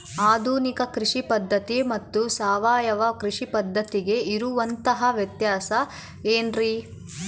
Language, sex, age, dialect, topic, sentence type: Kannada, female, 18-24, Central, agriculture, question